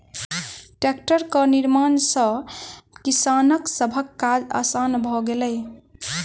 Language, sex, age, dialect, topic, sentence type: Maithili, female, 18-24, Southern/Standard, agriculture, statement